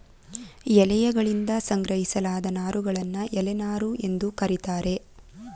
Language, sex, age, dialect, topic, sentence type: Kannada, female, 18-24, Mysore Kannada, agriculture, statement